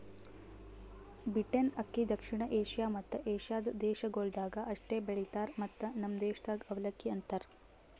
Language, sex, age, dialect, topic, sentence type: Kannada, female, 18-24, Northeastern, agriculture, statement